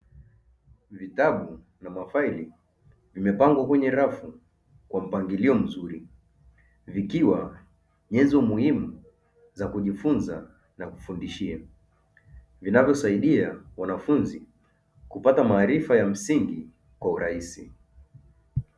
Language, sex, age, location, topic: Swahili, male, 25-35, Dar es Salaam, education